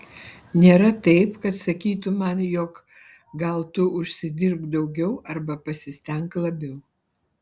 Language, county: Lithuanian, Alytus